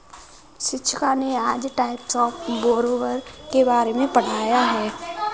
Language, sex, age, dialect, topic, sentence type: Hindi, female, 18-24, Kanauji Braj Bhasha, banking, statement